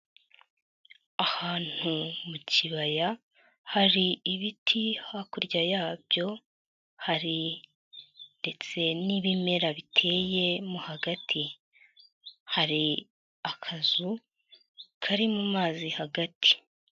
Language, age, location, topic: Kinyarwanda, 50+, Nyagatare, agriculture